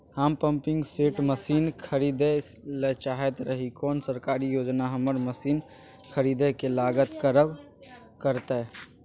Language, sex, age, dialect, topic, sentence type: Maithili, male, 18-24, Bajjika, agriculture, question